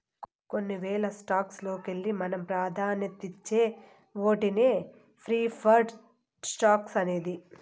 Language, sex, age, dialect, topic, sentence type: Telugu, female, 18-24, Southern, banking, statement